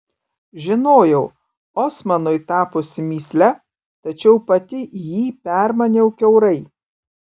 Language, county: Lithuanian, Kaunas